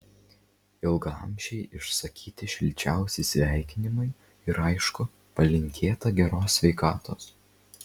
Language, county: Lithuanian, Vilnius